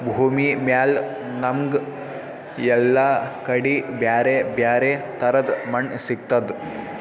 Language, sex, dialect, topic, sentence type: Kannada, male, Northeastern, agriculture, statement